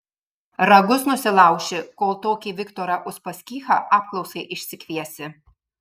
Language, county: Lithuanian, Marijampolė